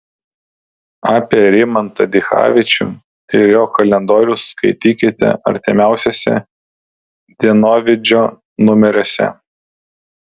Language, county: Lithuanian, Vilnius